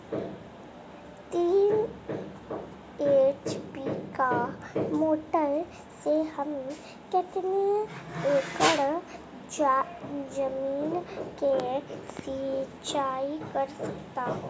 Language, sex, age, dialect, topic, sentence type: Hindi, female, 25-30, Marwari Dhudhari, agriculture, question